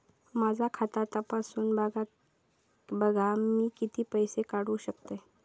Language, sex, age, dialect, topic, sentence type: Marathi, female, 18-24, Southern Konkan, banking, question